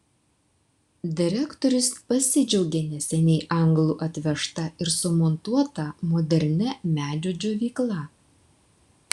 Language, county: Lithuanian, Vilnius